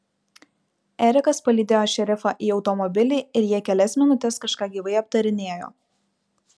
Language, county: Lithuanian, Vilnius